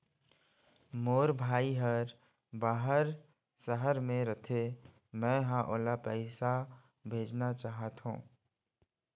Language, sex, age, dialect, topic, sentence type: Chhattisgarhi, male, 60-100, Eastern, banking, statement